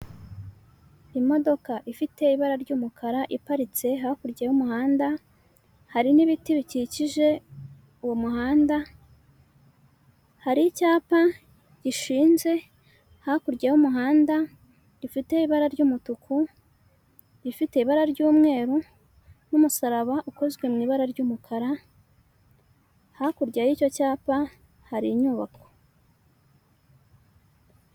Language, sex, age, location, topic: Kinyarwanda, female, 25-35, Huye, government